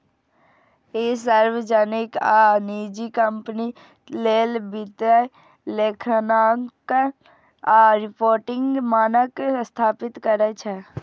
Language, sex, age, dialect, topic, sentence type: Maithili, female, 18-24, Eastern / Thethi, banking, statement